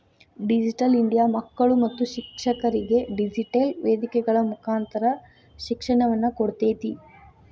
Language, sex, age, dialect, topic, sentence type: Kannada, female, 18-24, Dharwad Kannada, banking, statement